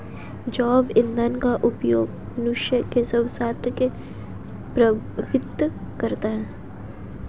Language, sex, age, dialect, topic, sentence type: Hindi, female, 18-24, Hindustani Malvi Khadi Boli, agriculture, statement